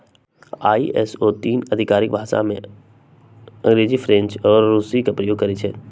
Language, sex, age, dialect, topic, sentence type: Magahi, male, 18-24, Western, banking, statement